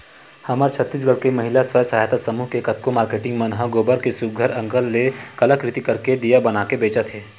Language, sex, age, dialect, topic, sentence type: Chhattisgarhi, male, 25-30, Western/Budati/Khatahi, banking, statement